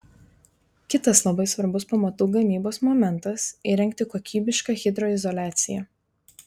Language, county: Lithuanian, Vilnius